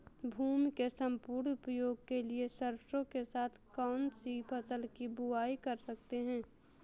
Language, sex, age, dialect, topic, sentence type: Hindi, female, 18-24, Awadhi Bundeli, agriculture, question